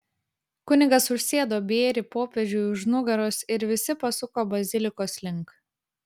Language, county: Lithuanian, Vilnius